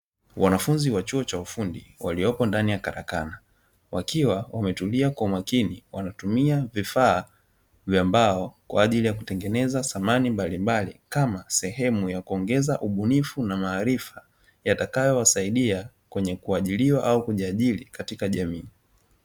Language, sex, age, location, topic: Swahili, male, 25-35, Dar es Salaam, education